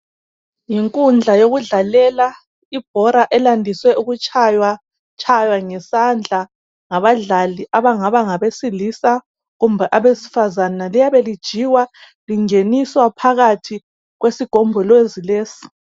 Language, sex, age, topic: North Ndebele, male, 25-35, education